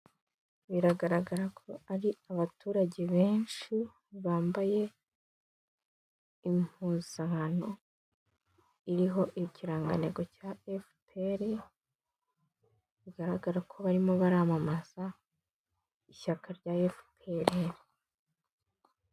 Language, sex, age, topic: Kinyarwanda, female, 18-24, government